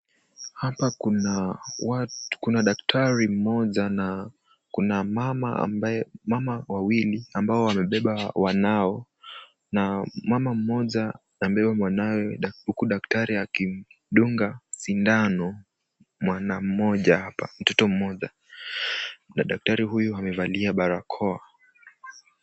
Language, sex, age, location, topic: Swahili, male, 18-24, Kisumu, health